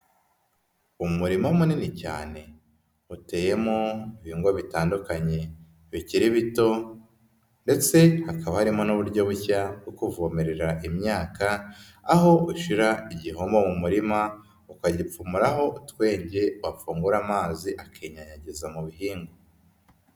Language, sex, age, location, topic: Kinyarwanda, female, 18-24, Nyagatare, agriculture